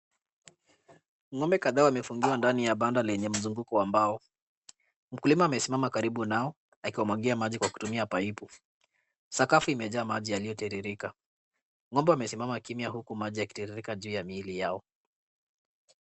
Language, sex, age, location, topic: Swahili, male, 18-24, Kisumu, agriculture